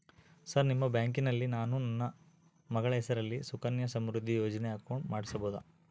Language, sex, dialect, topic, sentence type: Kannada, male, Central, banking, question